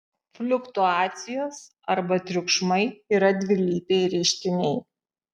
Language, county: Lithuanian, Šiauliai